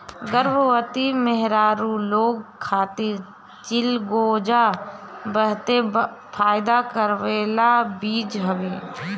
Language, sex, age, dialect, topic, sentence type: Bhojpuri, female, 25-30, Northern, agriculture, statement